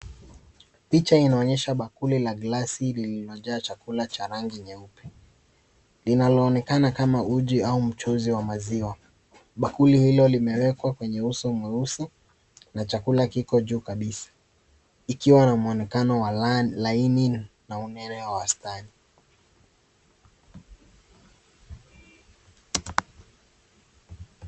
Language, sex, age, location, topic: Swahili, male, 18-24, Kisii, agriculture